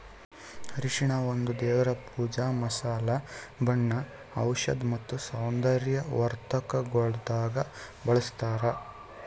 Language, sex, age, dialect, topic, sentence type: Kannada, male, 18-24, Northeastern, agriculture, statement